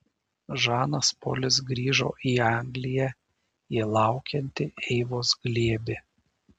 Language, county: Lithuanian, Šiauliai